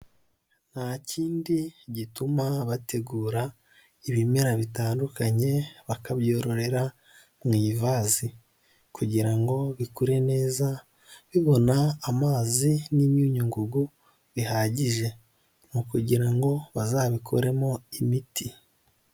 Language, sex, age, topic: Kinyarwanda, male, 18-24, health